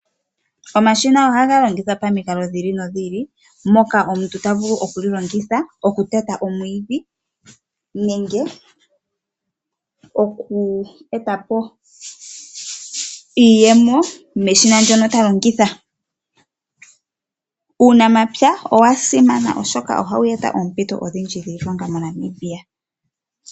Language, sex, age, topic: Oshiwambo, female, 25-35, agriculture